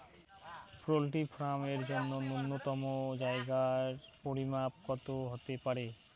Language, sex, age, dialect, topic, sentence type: Bengali, male, 18-24, Rajbangshi, agriculture, question